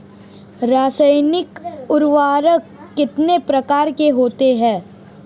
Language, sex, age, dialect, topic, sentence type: Hindi, male, 18-24, Marwari Dhudhari, agriculture, question